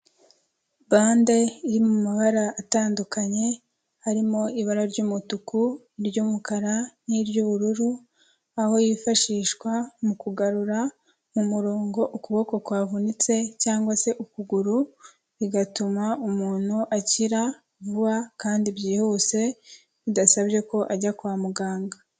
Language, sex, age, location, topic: Kinyarwanda, female, 18-24, Kigali, health